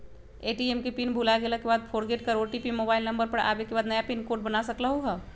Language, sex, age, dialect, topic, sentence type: Magahi, female, 25-30, Western, banking, question